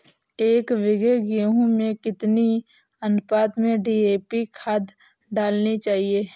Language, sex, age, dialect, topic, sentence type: Hindi, female, 18-24, Awadhi Bundeli, agriculture, question